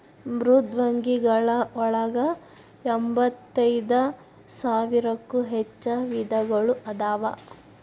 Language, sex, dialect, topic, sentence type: Kannada, female, Dharwad Kannada, agriculture, statement